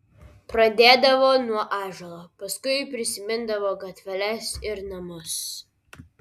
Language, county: Lithuanian, Vilnius